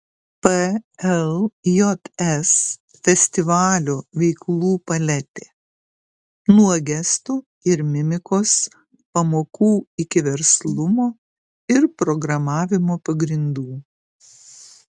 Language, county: Lithuanian, Kaunas